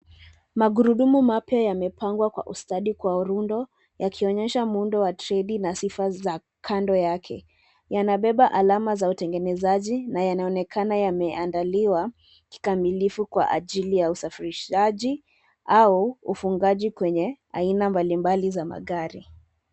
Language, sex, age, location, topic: Swahili, female, 25-35, Nairobi, finance